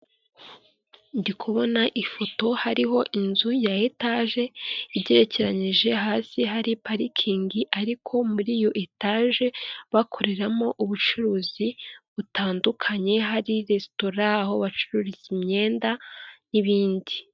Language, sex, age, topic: Kinyarwanda, female, 25-35, finance